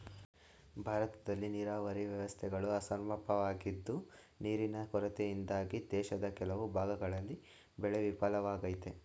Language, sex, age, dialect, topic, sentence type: Kannada, male, 18-24, Mysore Kannada, agriculture, statement